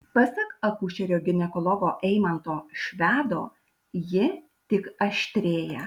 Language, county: Lithuanian, Šiauliai